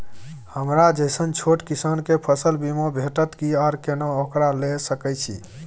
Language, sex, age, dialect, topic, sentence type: Maithili, male, 25-30, Bajjika, agriculture, question